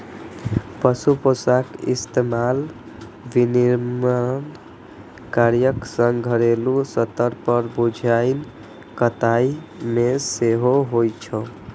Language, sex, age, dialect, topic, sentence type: Maithili, male, 25-30, Eastern / Thethi, agriculture, statement